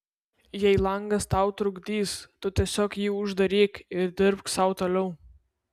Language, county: Lithuanian, Vilnius